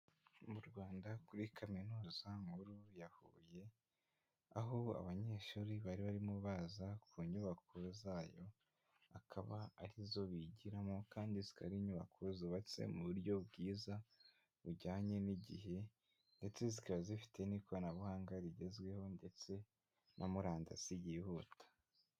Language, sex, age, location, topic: Kinyarwanda, male, 18-24, Huye, education